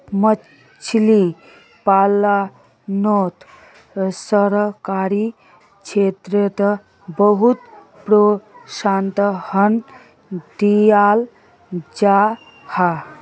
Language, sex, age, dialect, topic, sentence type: Magahi, female, 25-30, Northeastern/Surjapuri, agriculture, statement